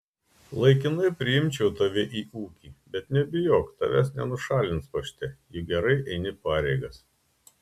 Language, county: Lithuanian, Klaipėda